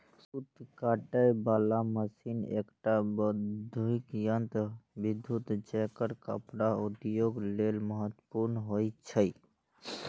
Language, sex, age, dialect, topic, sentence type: Maithili, male, 56-60, Eastern / Thethi, agriculture, statement